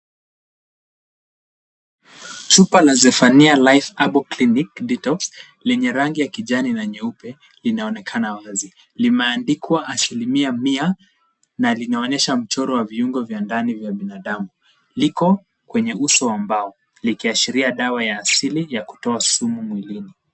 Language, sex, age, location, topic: Swahili, male, 18-24, Kisumu, health